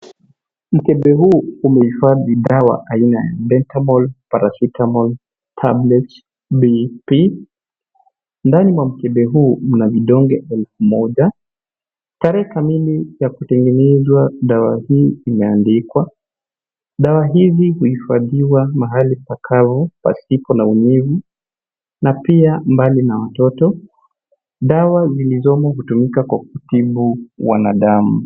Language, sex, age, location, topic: Swahili, male, 25-35, Nairobi, health